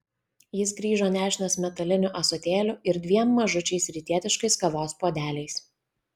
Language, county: Lithuanian, Vilnius